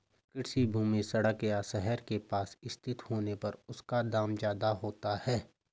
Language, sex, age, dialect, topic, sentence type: Hindi, male, 25-30, Garhwali, agriculture, statement